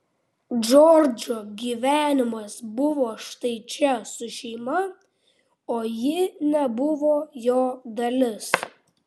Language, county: Lithuanian, Vilnius